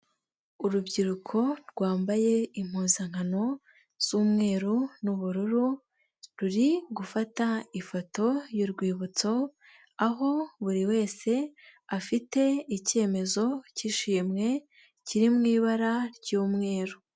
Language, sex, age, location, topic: Kinyarwanda, female, 18-24, Nyagatare, education